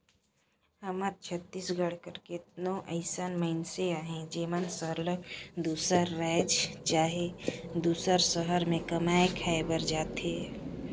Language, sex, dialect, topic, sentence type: Chhattisgarhi, female, Northern/Bhandar, agriculture, statement